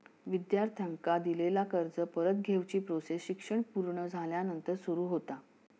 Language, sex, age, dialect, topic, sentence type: Marathi, female, 56-60, Southern Konkan, banking, statement